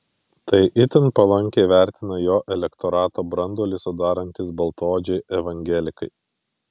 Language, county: Lithuanian, Vilnius